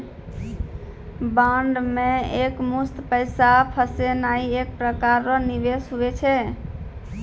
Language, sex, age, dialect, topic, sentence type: Maithili, female, 18-24, Angika, banking, statement